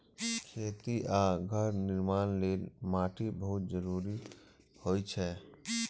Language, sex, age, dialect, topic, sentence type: Maithili, male, 31-35, Eastern / Thethi, agriculture, statement